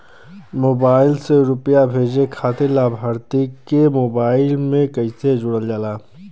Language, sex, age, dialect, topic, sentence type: Bhojpuri, male, 25-30, Western, banking, question